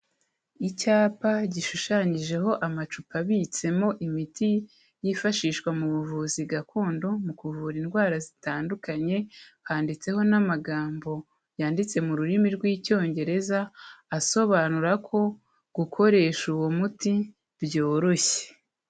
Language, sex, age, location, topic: Kinyarwanda, female, 25-35, Kigali, health